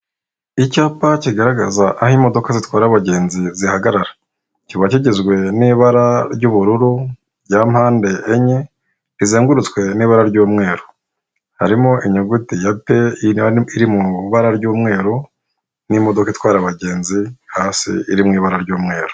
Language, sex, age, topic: Kinyarwanda, male, 25-35, government